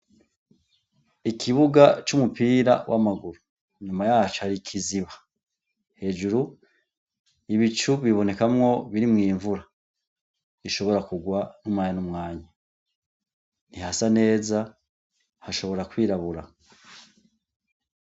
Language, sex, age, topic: Rundi, male, 36-49, education